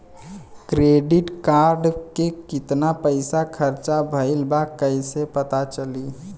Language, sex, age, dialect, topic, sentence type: Bhojpuri, male, 18-24, Western, banking, question